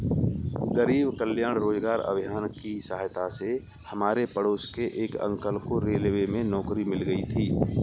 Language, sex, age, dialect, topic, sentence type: Hindi, male, 41-45, Kanauji Braj Bhasha, banking, statement